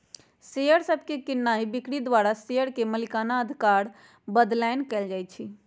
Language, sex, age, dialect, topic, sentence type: Magahi, female, 56-60, Western, banking, statement